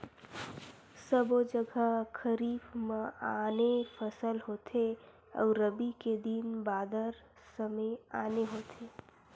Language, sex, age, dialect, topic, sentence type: Chhattisgarhi, female, 18-24, Western/Budati/Khatahi, agriculture, statement